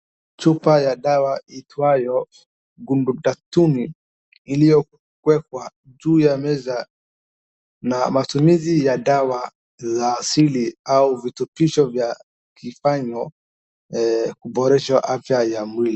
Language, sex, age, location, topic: Swahili, male, 18-24, Wajir, health